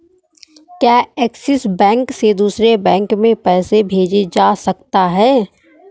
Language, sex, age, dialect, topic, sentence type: Hindi, male, 18-24, Awadhi Bundeli, banking, question